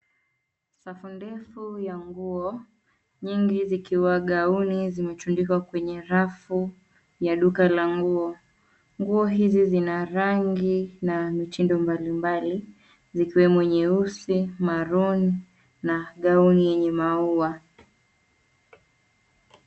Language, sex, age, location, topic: Swahili, female, 25-35, Nairobi, finance